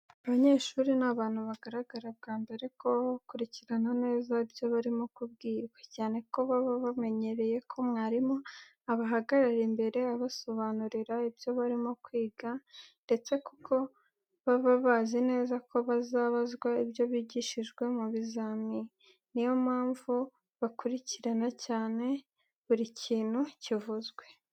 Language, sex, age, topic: Kinyarwanda, female, 18-24, education